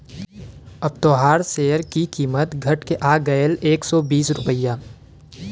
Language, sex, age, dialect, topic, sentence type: Bhojpuri, male, 18-24, Western, banking, statement